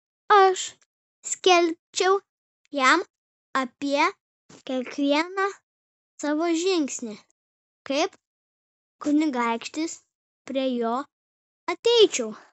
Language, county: Lithuanian, Vilnius